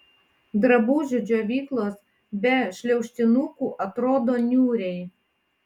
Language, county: Lithuanian, Panevėžys